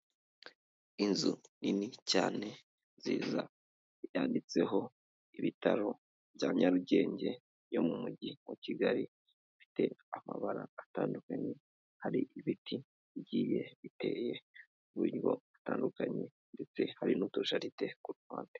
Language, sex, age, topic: Kinyarwanda, male, 25-35, health